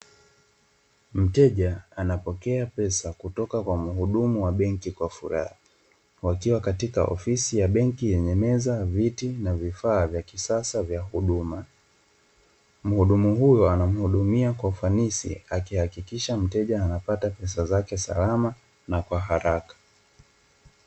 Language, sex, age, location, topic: Swahili, male, 25-35, Dar es Salaam, finance